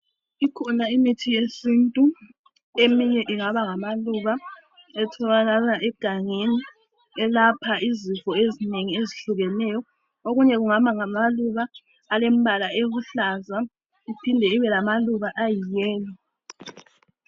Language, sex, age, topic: North Ndebele, female, 25-35, health